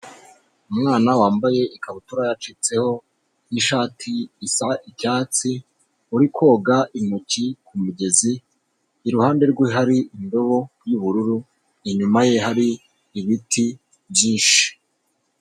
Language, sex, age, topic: Kinyarwanda, male, 18-24, health